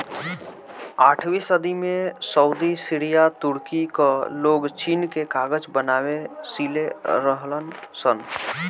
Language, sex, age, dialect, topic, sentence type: Bhojpuri, male, <18, Northern, agriculture, statement